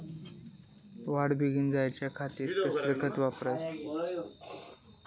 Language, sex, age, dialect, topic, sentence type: Marathi, male, 18-24, Southern Konkan, agriculture, question